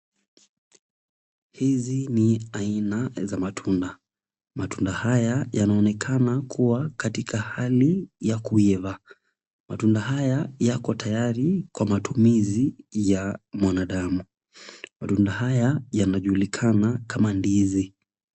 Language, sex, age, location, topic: Swahili, male, 25-35, Kisumu, agriculture